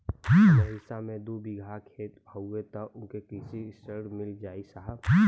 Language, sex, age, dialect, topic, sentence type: Bhojpuri, female, 36-40, Western, banking, question